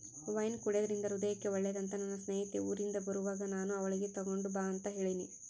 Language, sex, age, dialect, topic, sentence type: Kannada, female, 18-24, Central, agriculture, statement